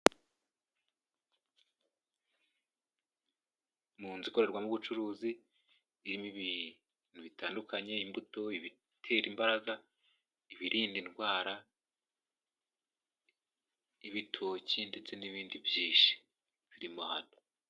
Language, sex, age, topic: Kinyarwanda, male, 18-24, finance